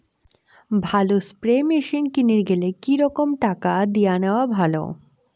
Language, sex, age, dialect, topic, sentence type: Bengali, female, 18-24, Rajbangshi, agriculture, question